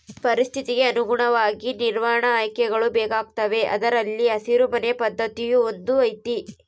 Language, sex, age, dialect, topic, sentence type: Kannada, female, 31-35, Central, agriculture, statement